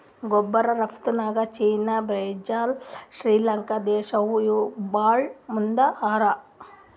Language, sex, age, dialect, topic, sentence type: Kannada, female, 60-100, Northeastern, agriculture, statement